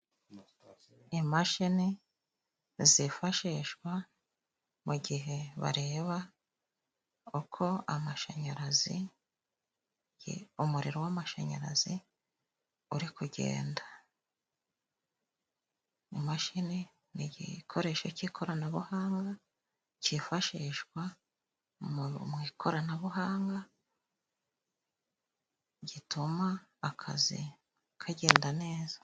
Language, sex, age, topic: Kinyarwanda, female, 36-49, government